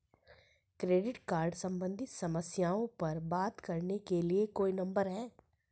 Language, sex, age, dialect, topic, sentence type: Hindi, female, 41-45, Hindustani Malvi Khadi Boli, banking, question